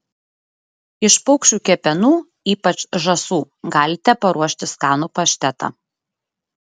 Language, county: Lithuanian, Šiauliai